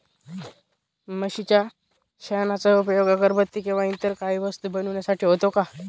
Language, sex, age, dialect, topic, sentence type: Marathi, male, 18-24, Northern Konkan, agriculture, question